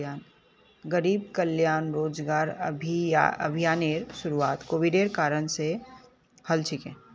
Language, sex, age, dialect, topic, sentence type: Magahi, female, 18-24, Northeastern/Surjapuri, banking, statement